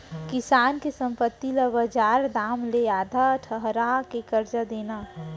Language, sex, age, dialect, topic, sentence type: Chhattisgarhi, female, 60-100, Central, banking, statement